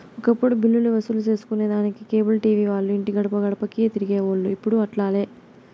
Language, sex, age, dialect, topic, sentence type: Telugu, female, 18-24, Southern, banking, statement